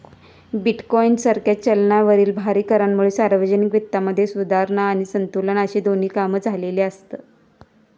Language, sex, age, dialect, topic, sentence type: Marathi, female, 25-30, Southern Konkan, banking, statement